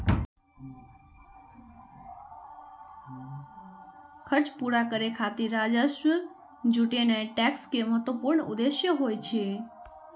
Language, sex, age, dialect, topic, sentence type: Maithili, female, 46-50, Eastern / Thethi, banking, statement